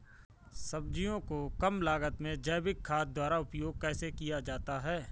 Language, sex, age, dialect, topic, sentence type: Hindi, male, 25-30, Awadhi Bundeli, agriculture, question